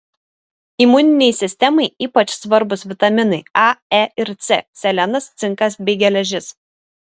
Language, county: Lithuanian, Šiauliai